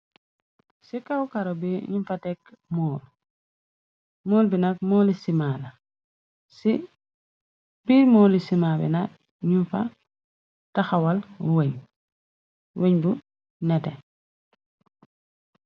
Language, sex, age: Wolof, female, 25-35